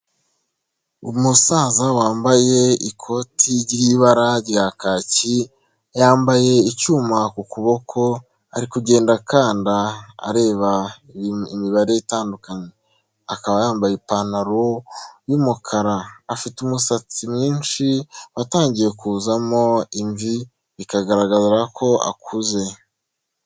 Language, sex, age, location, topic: Kinyarwanda, male, 25-35, Huye, health